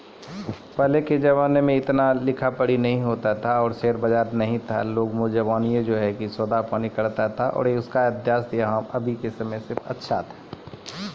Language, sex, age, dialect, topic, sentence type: Maithili, male, 25-30, Angika, banking, statement